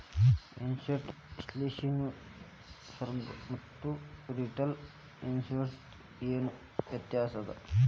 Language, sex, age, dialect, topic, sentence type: Kannada, male, 18-24, Dharwad Kannada, banking, statement